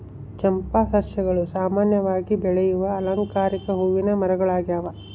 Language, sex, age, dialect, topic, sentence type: Kannada, male, 25-30, Central, agriculture, statement